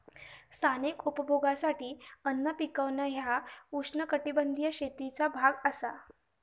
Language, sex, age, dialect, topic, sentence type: Marathi, female, 18-24, Southern Konkan, agriculture, statement